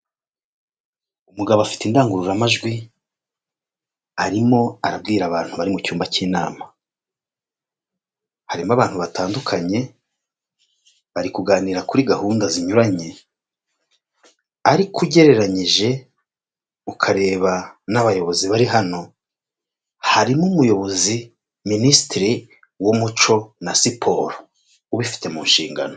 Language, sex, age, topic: Kinyarwanda, male, 36-49, government